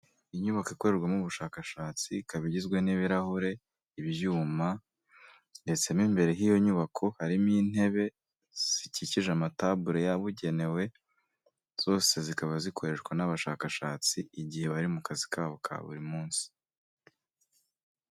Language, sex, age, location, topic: Kinyarwanda, male, 25-35, Kigali, health